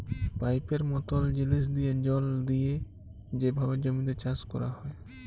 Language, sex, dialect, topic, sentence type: Bengali, male, Jharkhandi, agriculture, statement